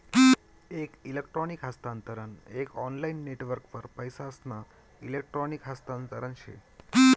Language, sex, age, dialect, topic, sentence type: Marathi, male, 25-30, Northern Konkan, banking, statement